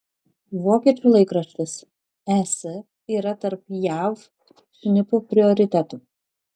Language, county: Lithuanian, Šiauliai